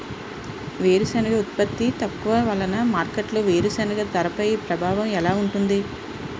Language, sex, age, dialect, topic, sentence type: Telugu, female, 36-40, Utterandhra, agriculture, question